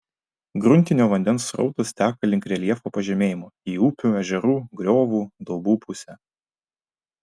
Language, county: Lithuanian, Vilnius